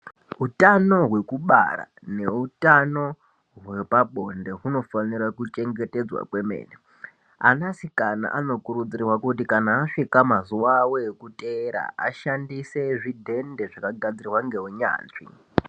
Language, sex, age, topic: Ndau, male, 18-24, health